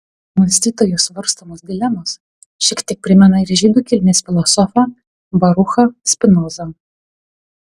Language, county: Lithuanian, Vilnius